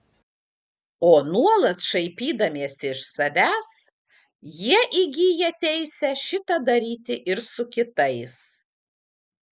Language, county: Lithuanian, Kaunas